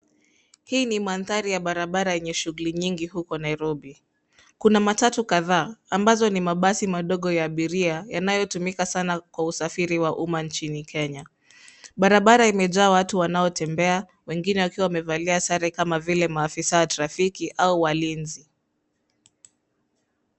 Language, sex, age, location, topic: Swahili, female, 25-35, Nairobi, government